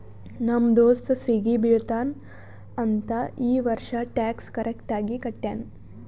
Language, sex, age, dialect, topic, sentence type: Kannada, female, 18-24, Northeastern, banking, statement